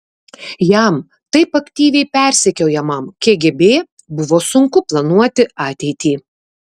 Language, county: Lithuanian, Kaunas